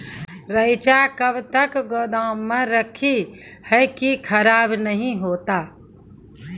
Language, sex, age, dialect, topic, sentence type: Maithili, female, 41-45, Angika, agriculture, question